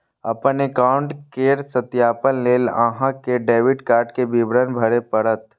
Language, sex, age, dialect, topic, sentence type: Maithili, male, 25-30, Eastern / Thethi, banking, statement